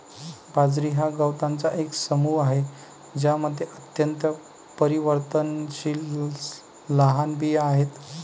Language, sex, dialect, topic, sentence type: Marathi, male, Varhadi, agriculture, statement